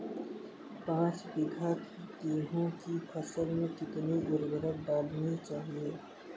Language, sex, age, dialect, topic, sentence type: Hindi, male, 18-24, Kanauji Braj Bhasha, agriculture, question